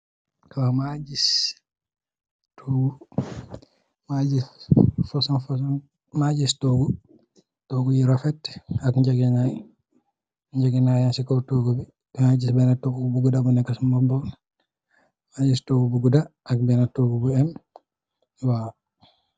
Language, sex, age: Wolof, male, 18-24